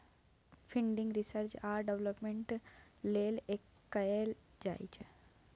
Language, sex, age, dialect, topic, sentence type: Maithili, female, 18-24, Bajjika, banking, statement